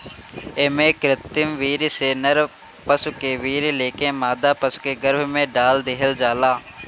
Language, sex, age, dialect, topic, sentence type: Bhojpuri, male, 18-24, Northern, agriculture, statement